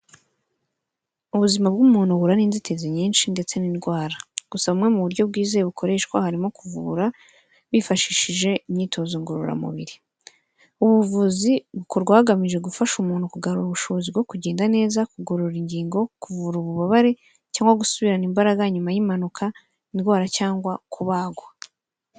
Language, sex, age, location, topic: Kinyarwanda, female, 18-24, Kigali, health